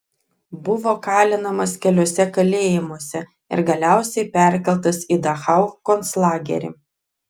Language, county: Lithuanian, Klaipėda